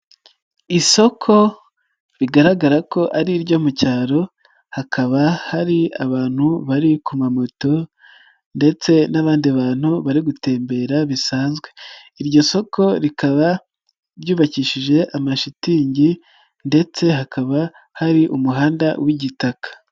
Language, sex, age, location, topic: Kinyarwanda, male, 36-49, Nyagatare, finance